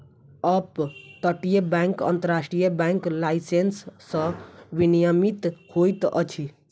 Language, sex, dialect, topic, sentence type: Maithili, female, Southern/Standard, banking, statement